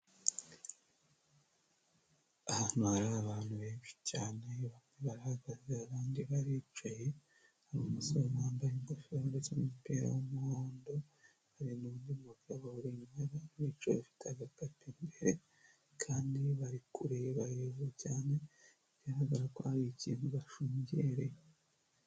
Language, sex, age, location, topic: Kinyarwanda, male, 25-35, Nyagatare, government